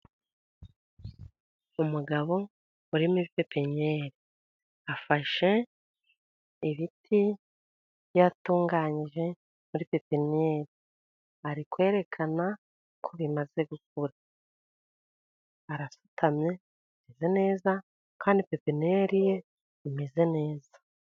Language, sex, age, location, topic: Kinyarwanda, female, 50+, Musanze, agriculture